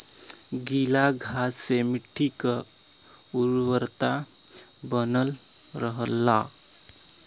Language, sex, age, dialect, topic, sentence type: Bhojpuri, male, 18-24, Western, agriculture, statement